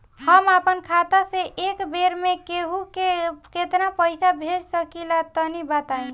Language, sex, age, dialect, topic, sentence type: Bhojpuri, female, 18-24, Northern, banking, question